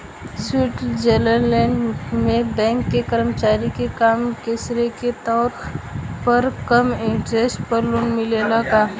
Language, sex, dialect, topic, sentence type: Bhojpuri, female, Southern / Standard, banking, question